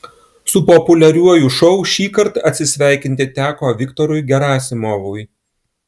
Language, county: Lithuanian, Klaipėda